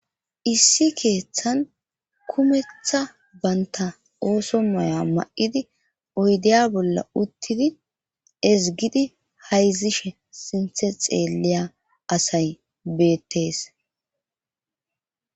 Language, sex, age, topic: Gamo, female, 25-35, government